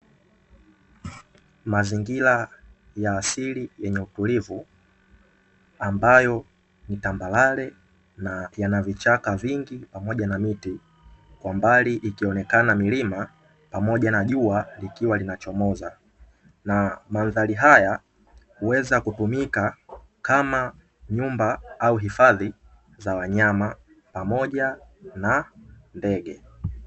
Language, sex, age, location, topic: Swahili, male, 18-24, Dar es Salaam, agriculture